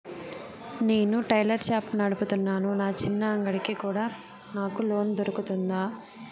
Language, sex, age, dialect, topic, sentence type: Telugu, female, 18-24, Southern, banking, question